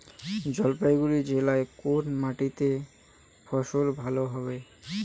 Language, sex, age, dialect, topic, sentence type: Bengali, male, 18-24, Rajbangshi, agriculture, question